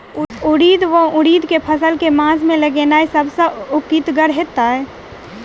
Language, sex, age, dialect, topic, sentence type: Maithili, female, 18-24, Southern/Standard, agriculture, question